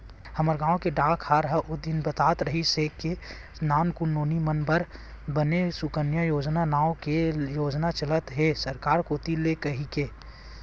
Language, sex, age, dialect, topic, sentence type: Chhattisgarhi, male, 18-24, Western/Budati/Khatahi, banking, statement